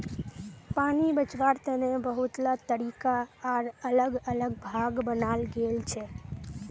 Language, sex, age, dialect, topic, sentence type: Magahi, female, 18-24, Northeastern/Surjapuri, agriculture, statement